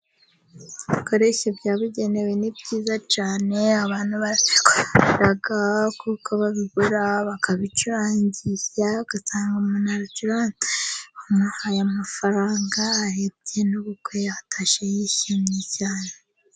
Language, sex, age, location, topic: Kinyarwanda, female, 25-35, Musanze, finance